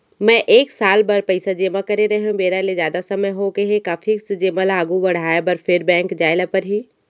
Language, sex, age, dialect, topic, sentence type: Chhattisgarhi, female, 25-30, Central, banking, question